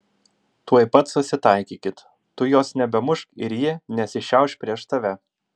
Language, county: Lithuanian, Vilnius